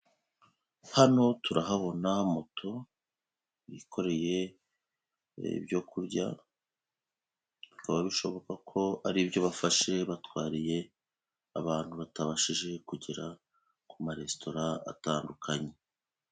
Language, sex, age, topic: Kinyarwanda, male, 36-49, finance